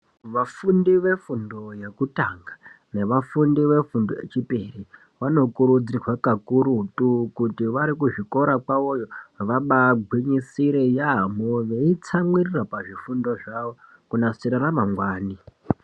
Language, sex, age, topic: Ndau, male, 18-24, education